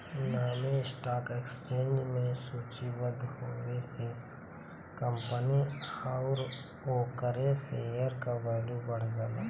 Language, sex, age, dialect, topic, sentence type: Bhojpuri, female, 31-35, Western, banking, statement